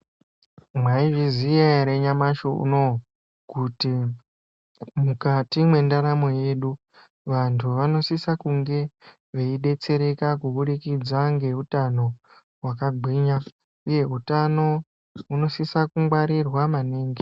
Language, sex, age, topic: Ndau, male, 25-35, health